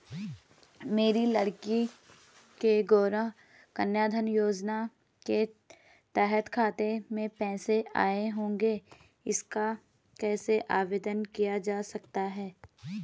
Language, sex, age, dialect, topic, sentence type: Hindi, female, 31-35, Garhwali, banking, question